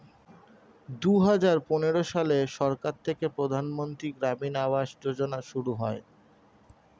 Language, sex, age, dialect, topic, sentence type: Bengali, male, 25-30, Standard Colloquial, agriculture, statement